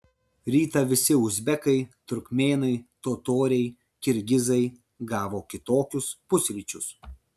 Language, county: Lithuanian, Vilnius